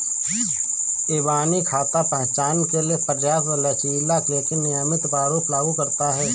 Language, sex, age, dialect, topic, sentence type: Hindi, male, 31-35, Awadhi Bundeli, banking, statement